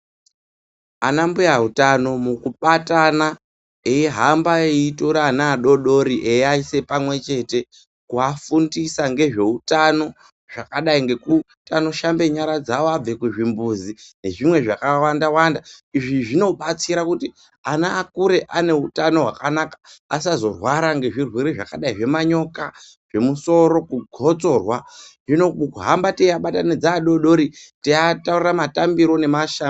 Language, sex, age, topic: Ndau, male, 18-24, education